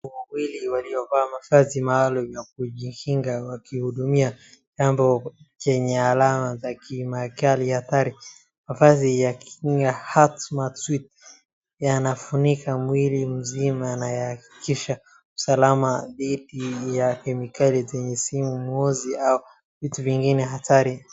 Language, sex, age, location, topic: Swahili, male, 36-49, Wajir, health